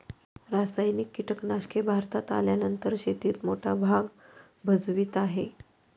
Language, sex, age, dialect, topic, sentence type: Marathi, female, 31-35, Northern Konkan, agriculture, statement